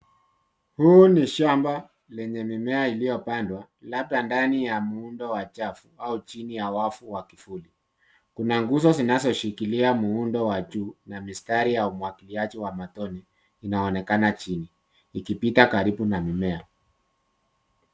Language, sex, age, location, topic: Swahili, male, 50+, Nairobi, agriculture